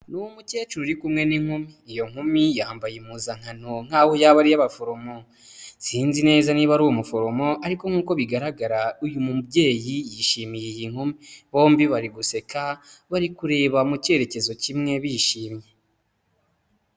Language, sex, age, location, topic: Kinyarwanda, male, 25-35, Huye, health